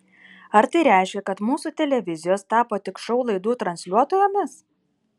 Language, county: Lithuanian, Kaunas